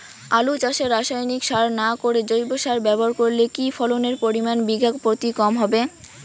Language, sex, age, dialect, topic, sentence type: Bengali, female, 18-24, Rajbangshi, agriculture, question